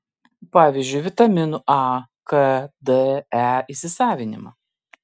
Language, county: Lithuanian, Klaipėda